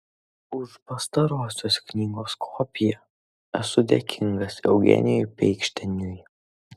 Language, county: Lithuanian, Kaunas